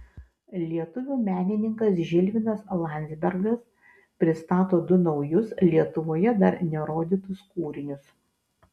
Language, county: Lithuanian, Vilnius